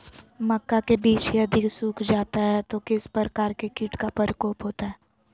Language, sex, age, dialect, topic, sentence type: Magahi, female, 18-24, Southern, agriculture, question